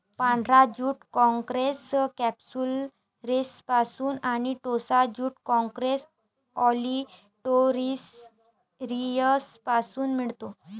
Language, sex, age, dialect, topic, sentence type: Marathi, female, 18-24, Varhadi, agriculture, statement